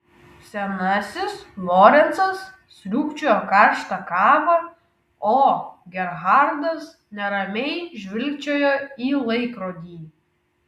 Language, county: Lithuanian, Kaunas